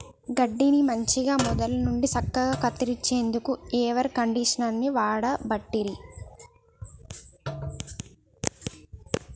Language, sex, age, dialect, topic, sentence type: Telugu, female, 25-30, Telangana, agriculture, statement